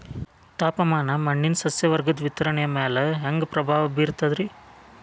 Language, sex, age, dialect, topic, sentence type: Kannada, male, 25-30, Dharwad Kannada, agriculture, question